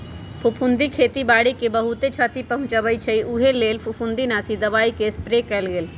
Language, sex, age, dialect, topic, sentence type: Magahi, male, 36-40, Western, agriculture, statement